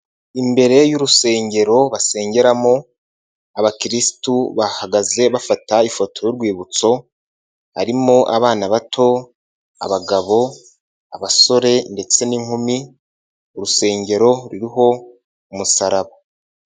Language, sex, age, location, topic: Kinyarwanda, male, 18-24, Nyagatare, finance